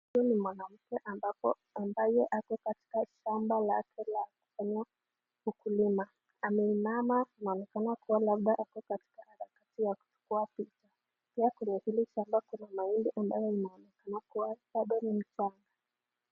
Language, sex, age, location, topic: Swahili, female, 25-35, Nakuru, agriculture